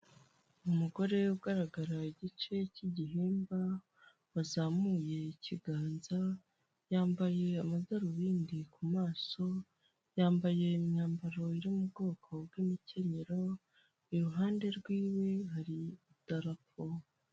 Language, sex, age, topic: Kinyarwanda, female, 25-35, government